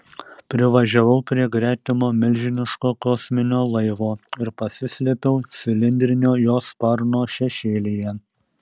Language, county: Lithuanian, Šiauliai